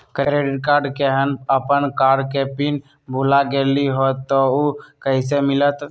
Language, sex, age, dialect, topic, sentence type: Magahi, male, 18-24, Western, banking, question